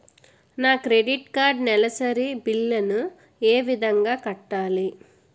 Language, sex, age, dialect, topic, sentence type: Telugu, female, 18-24, Utterandhra, banking, question